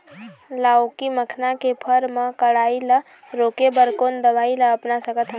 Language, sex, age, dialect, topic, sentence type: Chhattisgarhi, female, 25-30, Eastern, agriculture, question